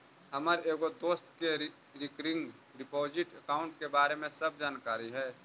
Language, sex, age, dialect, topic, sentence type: Magahi, male, 18-24, Central/Standard, banking, statement